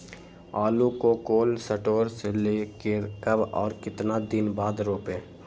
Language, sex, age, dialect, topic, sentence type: Magahi, male, 18-24, Western, agriculture, question